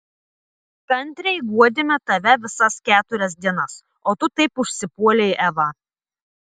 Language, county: Lithuanian, Telšiai